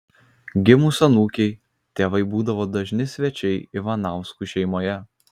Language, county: Lithuanian, Kaunas